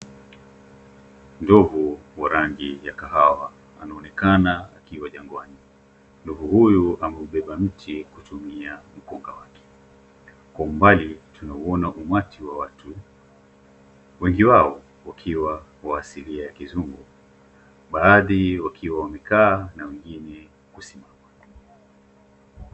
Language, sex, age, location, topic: Swahili, male, 25-35, Nairobi, government